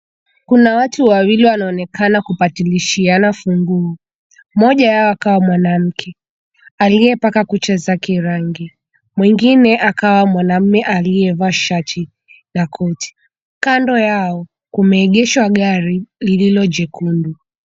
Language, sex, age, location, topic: Swahili, female, 18-24, Mombasa, finance